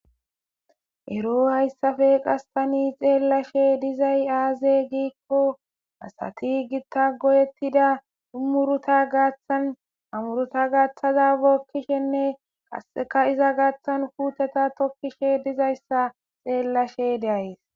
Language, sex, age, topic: Gamo, female, 18-24, government